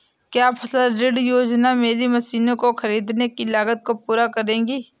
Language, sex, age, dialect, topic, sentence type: Hindi, female, 18-24, Awadhi Bundeli, agriculture, question